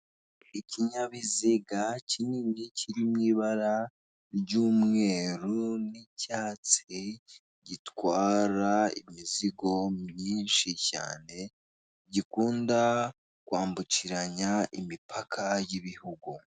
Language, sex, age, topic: Kinyarwanda, male, 18-24, government